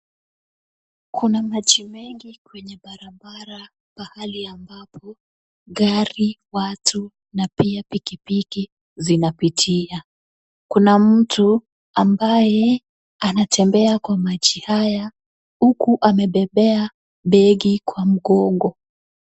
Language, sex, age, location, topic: Swahili, female, 18-24, Kisumu, health